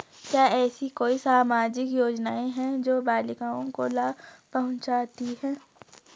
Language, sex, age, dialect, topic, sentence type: Hindi, female, 25-30, Garhwali, banking, statement